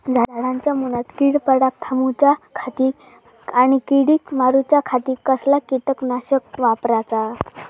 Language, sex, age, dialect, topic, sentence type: Marathi, female, 36-40, Southern Konkan, agriculture, question